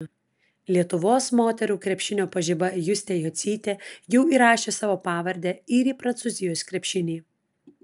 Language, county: Lithuanian, Klaipėda